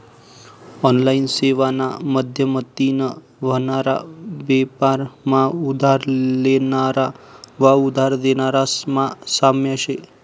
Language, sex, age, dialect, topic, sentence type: Marathi, male, 25-30, Northern Konkan, banking, statement